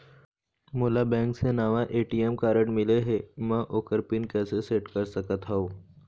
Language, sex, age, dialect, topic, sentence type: Chhattisgarhi, male, 18-24, Eastern, banking, question